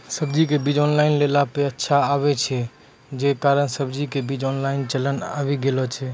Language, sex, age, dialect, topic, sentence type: Maithili, male, 18-24, Angika, agriculture, question